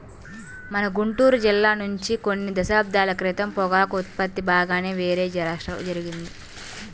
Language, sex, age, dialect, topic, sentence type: Telugu, female, 18-24, Central/Coastal, agriculture, statement